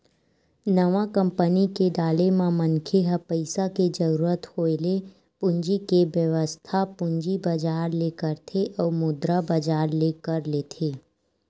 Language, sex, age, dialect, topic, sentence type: Chhattisgarhi, female, 18-24, Western/Budati/Khatahi, banking, statement